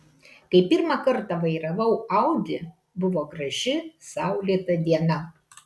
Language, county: Lithuanian, Kaunas